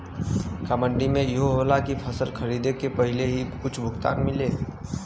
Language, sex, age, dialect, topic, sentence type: Bhojpuri, male, 18-24, Western, agriculture, question